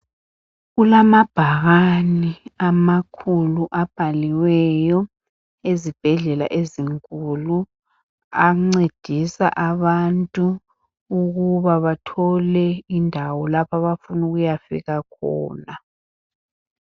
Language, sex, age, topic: North Ndebele, female, 50+, health